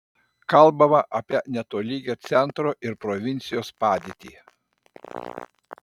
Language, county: Lithuanian, Panevėžys